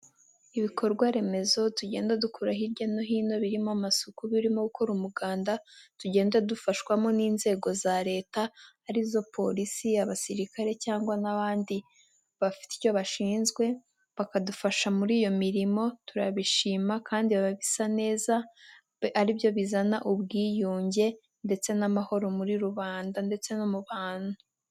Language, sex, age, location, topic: Kinyarwanda, female, 18-24, Nyagatare, government